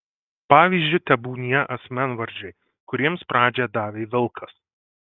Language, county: Lithuanian, Marijampolė